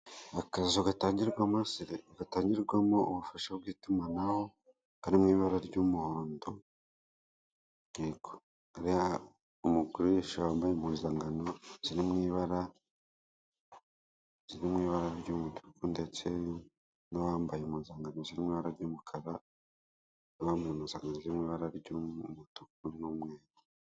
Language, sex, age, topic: Kinyarwanda, male, 25-35, finance